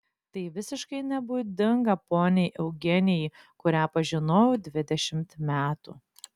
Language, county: Lithuanian, Klaipėda